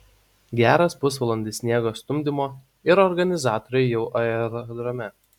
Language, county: Lithuanian, Utena